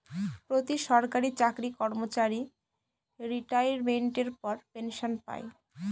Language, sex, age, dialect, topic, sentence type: Bengali, female, 18-24, Northern/Varendri, banking, statement